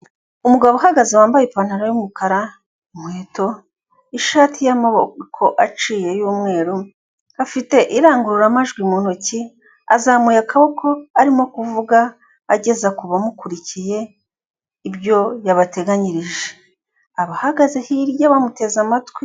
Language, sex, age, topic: Kinyarwanda, female, 36-49, government